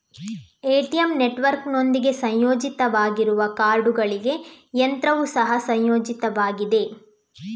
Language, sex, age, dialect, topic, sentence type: Kannada, female, 18-24, Coastal/Dakshin, banking, statement